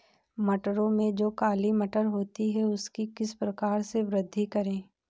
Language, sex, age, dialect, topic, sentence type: Hindi, female, 18-24, Awadhi Bundeli, agriculture, question